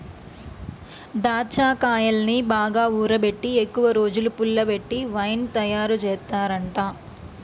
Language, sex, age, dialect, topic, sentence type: Telugu, male, 31-35, Central/Coastal, agriculture, statement